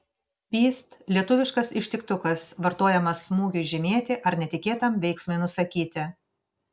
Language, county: Lithuanian, Panevėžys